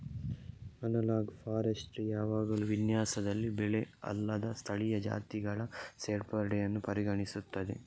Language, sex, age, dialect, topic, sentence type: Kannada, male, 31-35, Coastal/Dakshin, agriculture, statement